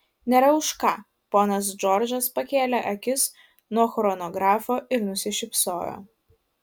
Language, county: Lithuanian, Vilnius